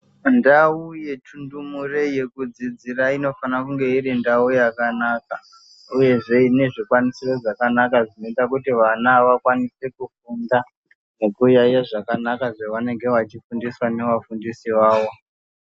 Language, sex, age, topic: Ndau, male, 18-24, education